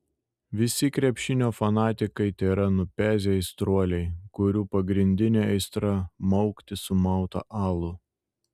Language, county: Lithuanian, Šiauliai